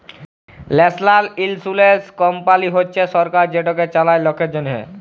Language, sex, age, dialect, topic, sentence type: Bengali, male, 18-24, Jharkhandi, banking, statement